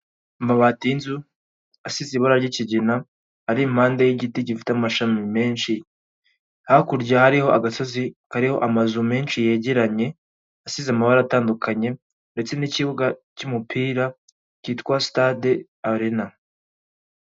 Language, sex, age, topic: Kinyarwanda, male, 18-24, government